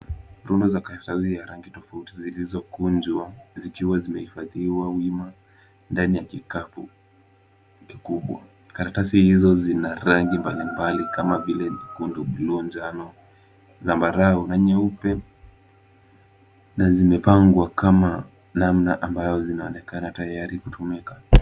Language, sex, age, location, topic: Swahili, male, 18-24, Kisumu, education